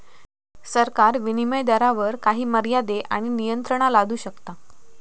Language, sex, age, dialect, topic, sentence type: Marathi, female, 18-24, Southern Konkan, banking, statement